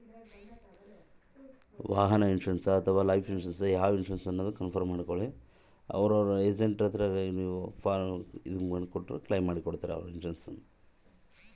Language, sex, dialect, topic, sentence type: Kannada, male, Central, banking, question